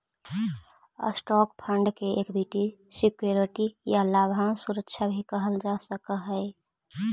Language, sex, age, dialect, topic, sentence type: Magahi, female, 18-24, Central/Standard, agriculture, statement